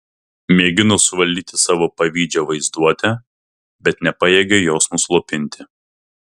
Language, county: Lithuanian, Vilnius